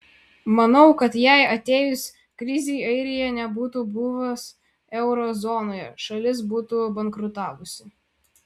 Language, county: Lithuanian, Vilnius